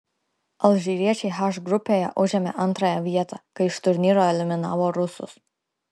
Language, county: Lithuanian, Klaipėda